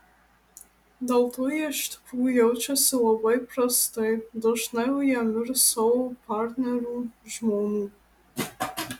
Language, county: Lithuanian, Marijampolė